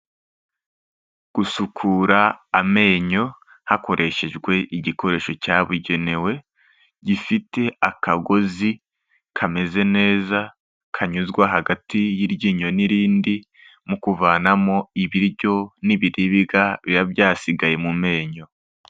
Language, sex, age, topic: Kinyarwanda, male, 18-24, health